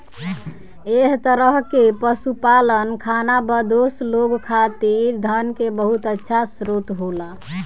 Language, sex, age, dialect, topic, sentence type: Bhojpuri, female, <18, Southern / Standard, agriculture, statement